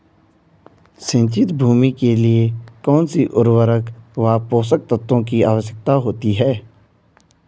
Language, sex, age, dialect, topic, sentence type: Hindi, male, 25-30, Garhwali, agriculture, question